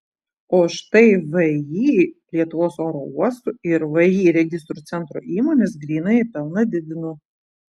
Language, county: Lithuanian, Vilnius